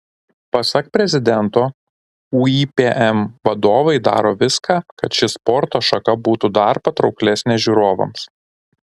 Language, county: Lithuanian, Šiauliai